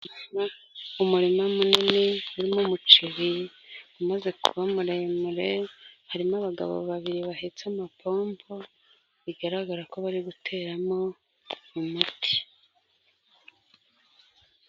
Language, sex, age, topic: Kinyarwanda, female, 25-35, agriculture